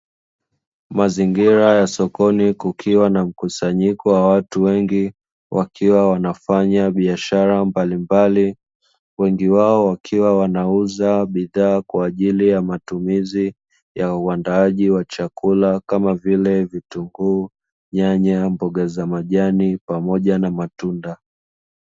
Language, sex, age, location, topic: Swahili, male, 25-35, Dar es Salaam, finance